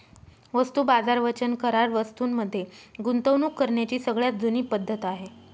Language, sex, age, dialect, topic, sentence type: Marathi, female, 25-30, Northern Konkan, banking, statement